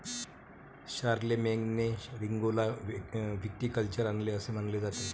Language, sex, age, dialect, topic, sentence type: Marathi, male, 36-40, Varhadi, agriculture, statement